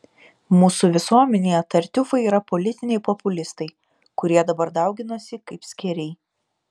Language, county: Lithuanian, Šiauliai